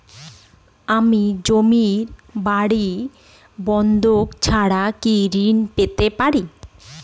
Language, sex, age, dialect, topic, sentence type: Bengali, female, 31-35, Standard Colloquial, banking, question